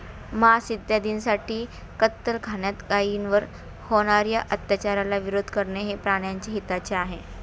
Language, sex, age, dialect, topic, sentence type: Marathi, female, 41-45, Standard Marathi, agriculture, statement